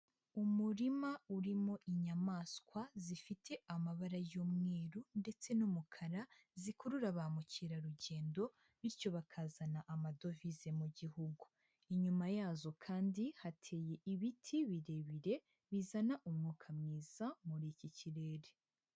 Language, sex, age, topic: Kinyarwanda, female, 25-35, agriculture